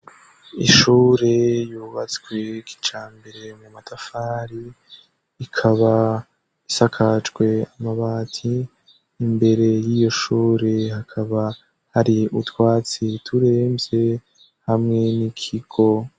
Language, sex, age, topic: Rundi, male, 18-24, education